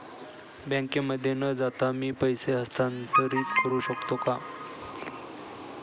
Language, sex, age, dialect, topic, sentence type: Marathi, male, 25-30, Standard Marathi, banking, question